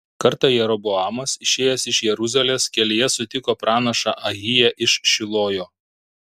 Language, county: Lithuanian, Šiauliai